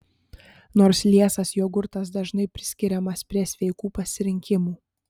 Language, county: Lithuanian, Panevėžys